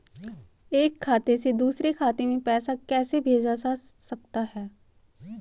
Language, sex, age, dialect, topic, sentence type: Hindi, female, 18-24, Marwari Dhudhari, banking, question